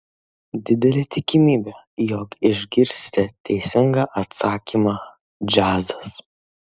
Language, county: Lithuanian, Kaunas